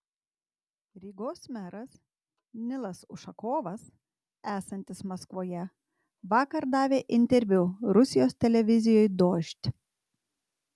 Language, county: Lithuanian, Tauragė